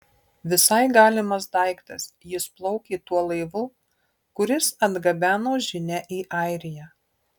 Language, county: Lithuanian, Marijampolė